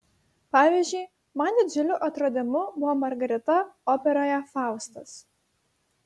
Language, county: Lithuanian, Šiauliai